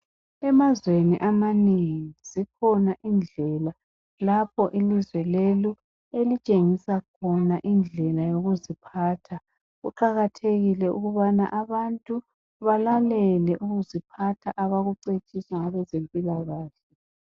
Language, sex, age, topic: North Ndebele, female, 25-35, health